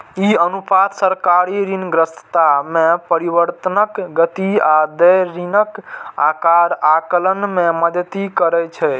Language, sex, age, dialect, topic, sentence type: Maithili, male, 18-24, Eastern / Thethi, banking, statement